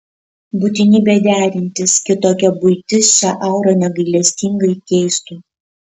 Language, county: Lithuanian, Kaunas